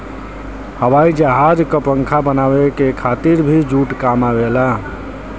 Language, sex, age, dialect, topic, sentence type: Bhojpuri, male, 25-30, Western, agriculture, statement